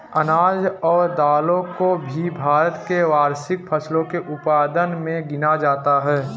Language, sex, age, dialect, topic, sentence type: Hindi, male, 18-24, Marwari Dhudhari, agriculture, statement